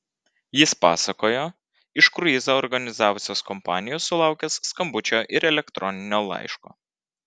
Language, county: Lithuanian, Vilnius